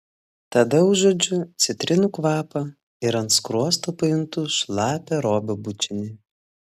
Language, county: Lithuanian, Klaipėda